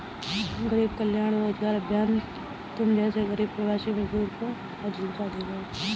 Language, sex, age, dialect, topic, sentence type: Hindi, female, 60-100, Kanauji Braj Bhasha, banking, statement